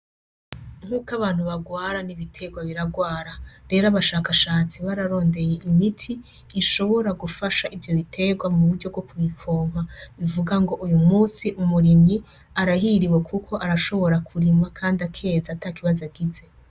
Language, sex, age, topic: Rundi, female, 25-35, agriculture